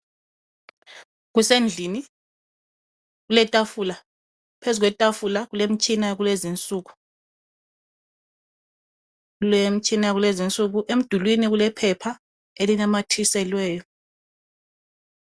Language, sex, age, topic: North Ndebele, female, 25-35, health